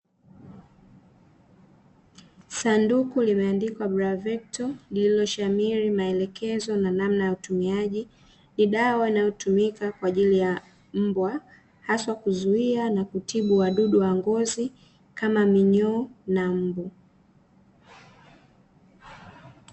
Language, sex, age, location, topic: Swahili, female, 25-35, Dar es Salaam, agriculture